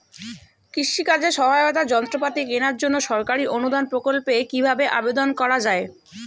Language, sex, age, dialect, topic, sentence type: Bengali, female, 18-24, Rajbangshi, agriculture, question